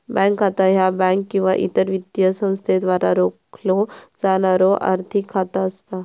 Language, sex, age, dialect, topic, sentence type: Marathi, female, 31-35, Southern Konkan, banking, statement